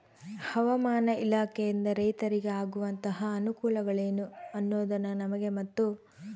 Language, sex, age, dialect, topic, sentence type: Kannada, female, 18-24, Central, agriculture, question